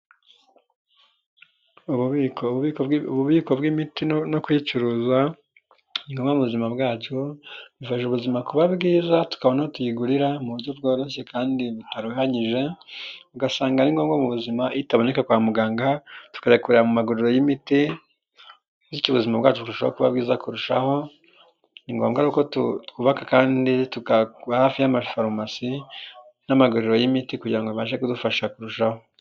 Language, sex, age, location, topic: Kinyarwanda, male, 25-35, Nyagatare, health